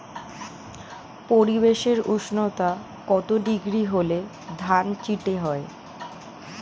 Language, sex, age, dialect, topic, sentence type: Bengali, female, 18-24, Standard Colloquial, agriculture, question